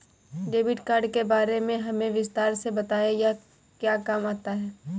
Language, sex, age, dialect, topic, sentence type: Hindi, female, 18-24, Marwari Dhudhari, banking, question